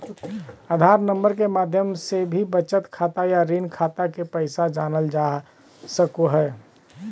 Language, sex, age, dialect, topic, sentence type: Magahi, male, 31-35, Southern, banking, statement